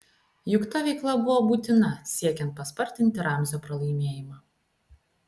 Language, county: Lithuanian, Klaipėda